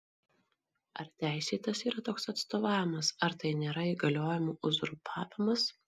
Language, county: Lithuanian, Marijampolė